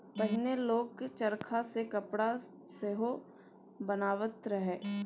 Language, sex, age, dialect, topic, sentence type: Maithili, female, 18-24, Bajjika, agriculture, statement